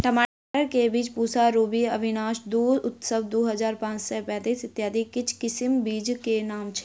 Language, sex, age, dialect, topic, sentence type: Maithili, female, 41-45, Southern/Standard, agriculture, question